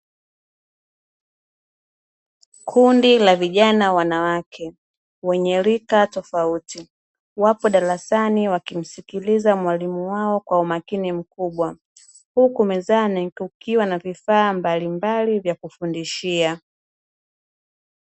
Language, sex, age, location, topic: Swahili, female, 25-35, Dar es Salaam, education